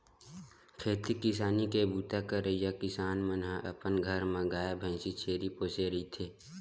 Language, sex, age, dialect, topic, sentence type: Chhattisgarhi, male, 18-24, Western/Budati/Khatahi, agriculture, statement